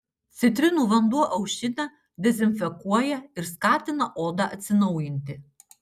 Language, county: Lithuanian, Utena